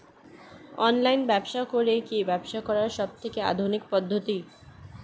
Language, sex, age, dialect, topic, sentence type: Bengali, female, 18-24, Standard Colloquial, agriculture, question